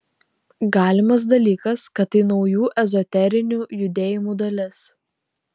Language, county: Lithuanian, Tauragė